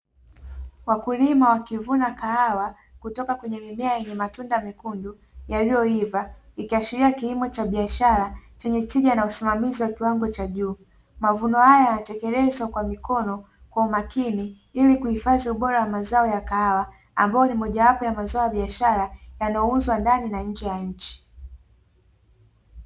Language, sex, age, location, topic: Swahili, female, 18-24, Dar es Salaam, agriculture